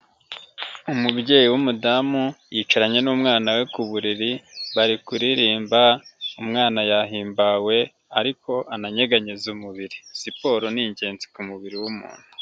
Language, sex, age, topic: Kinyarwanda, male, 25-35, health